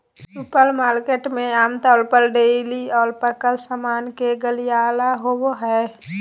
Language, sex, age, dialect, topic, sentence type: Magahi, female, 18-24, Southern, agriculture, statement